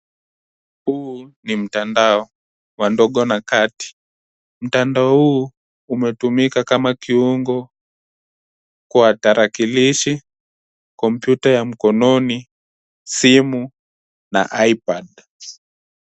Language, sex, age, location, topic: Swahili, male, 18-24, Nairobi, education